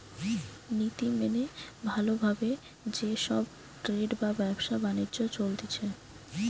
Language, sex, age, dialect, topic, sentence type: Bengali, female, 18-24, Western, banking, statement